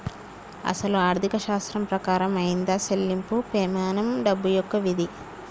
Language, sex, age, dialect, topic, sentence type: Telugu, male, 46-50, Telangana, banking, statement